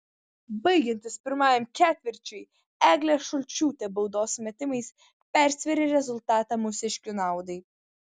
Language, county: Lithuanian, Vilnius